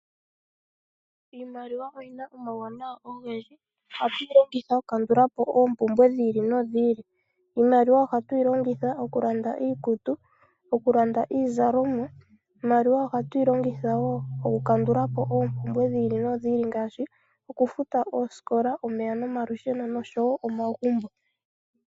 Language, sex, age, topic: Oshiwambo, female, 25-35, finance